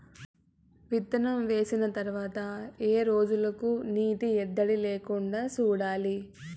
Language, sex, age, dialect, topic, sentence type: Telugu, female, 18-24, Southern, agriculture, question